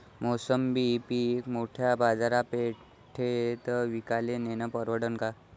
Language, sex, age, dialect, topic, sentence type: Marathi, male, 25-30, Varhadi, agriculture, question